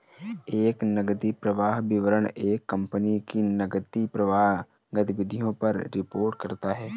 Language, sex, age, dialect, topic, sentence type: Hindi, male, 18-24, Marwari Dhudhari, banking, statement